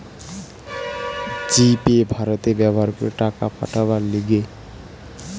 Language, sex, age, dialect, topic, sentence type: Bengali, male, 18-24, Western, banking, statement